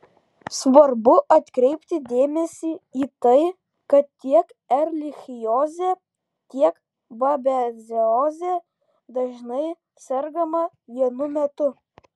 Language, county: Lithuanian, Kaunas